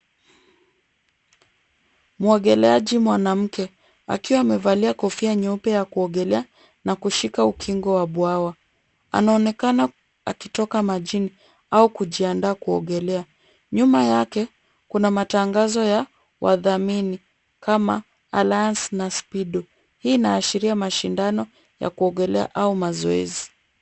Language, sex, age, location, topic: Swahili, female, 25-35, Kisumu, education